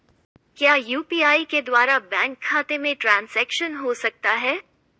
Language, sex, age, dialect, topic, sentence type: Hindi, female, 18-24, Marwari Dhudhari, banking, question